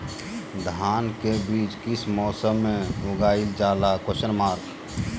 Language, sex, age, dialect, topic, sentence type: Magahi, male, 31-35, Southern, agriculture, question